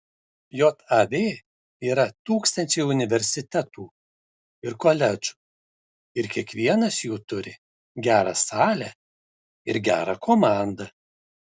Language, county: Lithuanian, Šiauliai